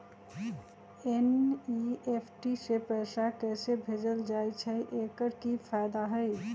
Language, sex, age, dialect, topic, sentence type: Magahi, female, 31-35, Western, banking, question